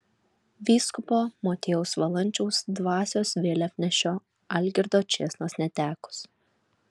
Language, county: Lithuanian, Alytus